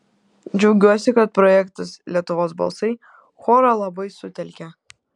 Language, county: Lithuanian, Kaunas